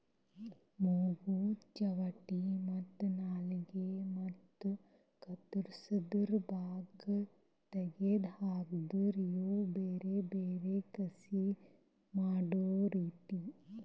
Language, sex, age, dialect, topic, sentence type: Kannada, female, 18-24, Northeastern, agriculture, statement